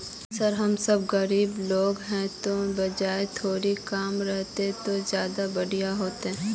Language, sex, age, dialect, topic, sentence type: Magahi, female, 18-24, Northeastern/Surjapuri, banking, question